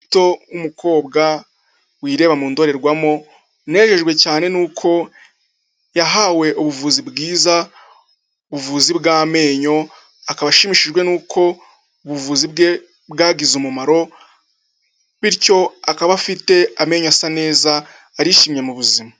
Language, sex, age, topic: Kinyarwanda, male, 25-35, health